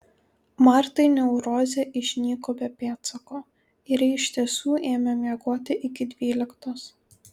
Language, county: Lithuanian, Kaunas